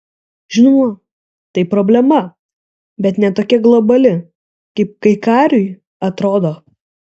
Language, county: Lithuanian, Kaunas